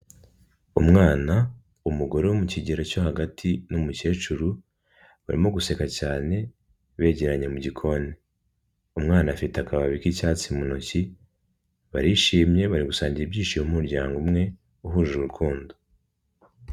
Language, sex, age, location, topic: Kinyarwanda, male, 18-24, Kigali, health